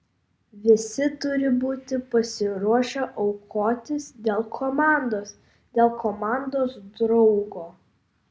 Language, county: Lithuanian, Vilnius